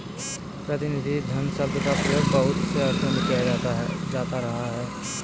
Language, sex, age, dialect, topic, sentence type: Hindi, male, 18-24, Kanauji Braj Bhasha, banking, statement